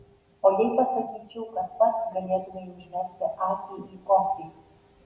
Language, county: Lithuanian, Vilnius